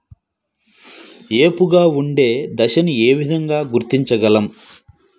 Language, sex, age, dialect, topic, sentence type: Telugu, male, 25-30, Central/Coastal, agriculture, question